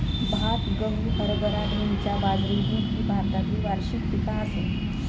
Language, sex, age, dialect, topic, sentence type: Marathi, female, 25-30, Southern Konkan, agriculture, statement